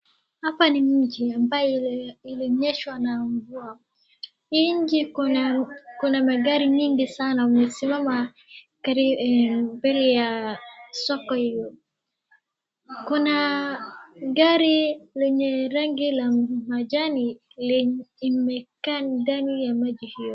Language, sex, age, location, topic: Swahili, female, 36-49, Wajir, health